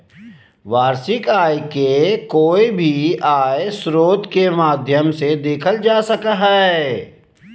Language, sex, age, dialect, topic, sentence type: Magahi, male, 36-40, Southern, banking, statement